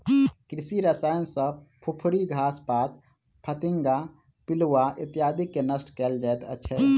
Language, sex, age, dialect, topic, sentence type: Maithili, male, 31-35, Southern/Standard, agriculture, statement